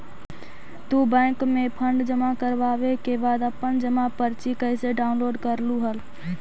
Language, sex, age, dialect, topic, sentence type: Magahi, female, 25-30, Central/Standard, agriculture, statement